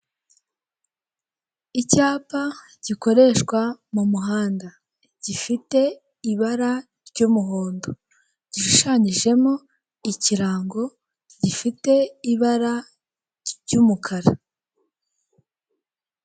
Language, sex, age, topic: Kinyarwanda, female, 18-24, government